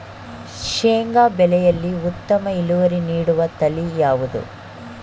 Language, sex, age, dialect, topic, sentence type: Kannada, male, 18-24, Mysore Kannada, agriculture, question